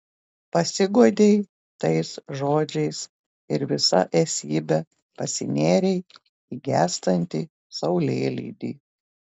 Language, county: Lithuanian, Telšiai